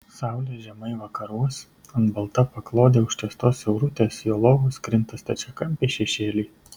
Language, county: Lithuanian, Kaunas